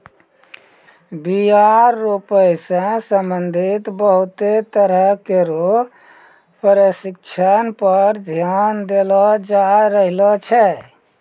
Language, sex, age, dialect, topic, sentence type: Maithili, male, 56-60, Angika, agriculture, statement